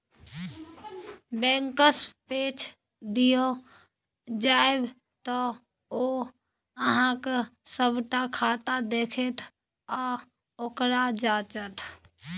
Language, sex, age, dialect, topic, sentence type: Maithili, female, 25-30, Bajjika, banking, statement